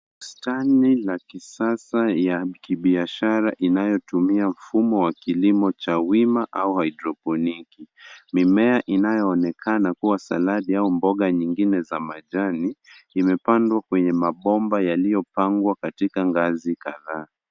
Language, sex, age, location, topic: Swahili, male, 25-35, Nairobi, agriculture